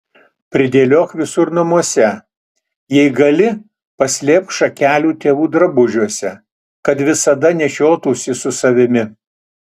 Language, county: Lithuanian, Utena